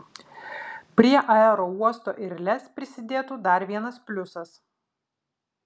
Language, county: Lithuanian, Vilnius